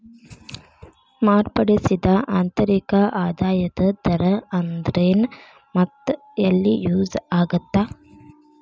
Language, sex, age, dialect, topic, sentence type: Kannada, female, 18-24, Dharwad Kannada, banking, statement